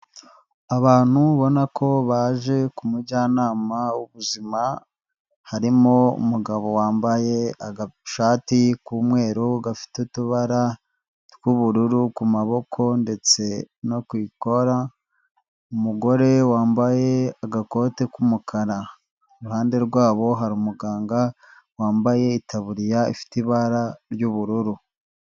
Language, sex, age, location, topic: Kinyarwanda, male, 25-35, Nyagatare, health